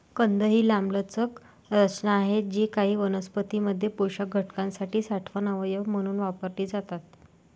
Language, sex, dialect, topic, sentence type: Marathi, female, Varhadi, agriculture, statement